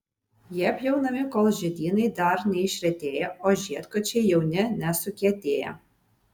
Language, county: Lithuanian, Vilnius